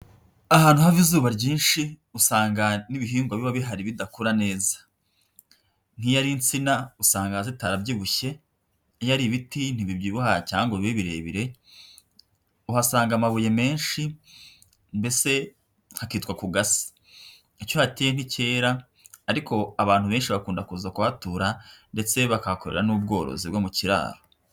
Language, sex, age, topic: Kinyarwanda, female, 25-35, agriculture